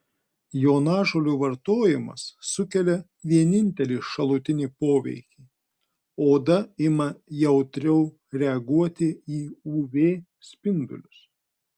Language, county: Lithuanian, Klaipėda